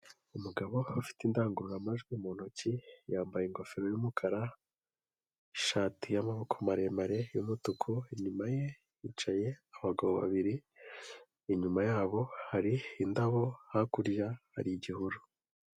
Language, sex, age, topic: Kinyarwanda, male, 18-24, government